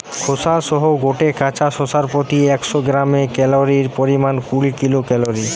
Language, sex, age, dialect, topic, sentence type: Bengali, male, 18-24, Western, agriculture, statement